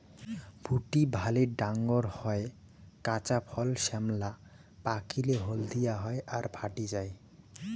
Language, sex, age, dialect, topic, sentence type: Bengali, male, 18-24, Rajbangshi, agriculture, statement